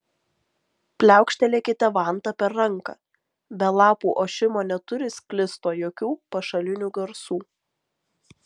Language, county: Lithuanian, Vilnius